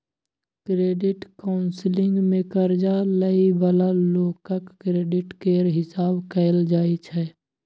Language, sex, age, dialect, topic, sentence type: Maithili, male, 18-24, Bajjika, banking, statement